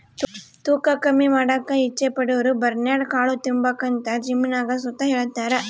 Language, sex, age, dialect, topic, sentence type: Kannada, female, 18-24, Central, agriculture, statement